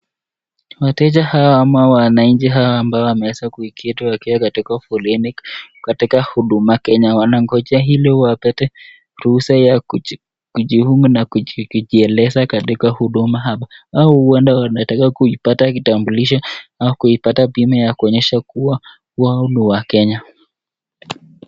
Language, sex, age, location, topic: Swahili, male, 18-24, Nakuru, government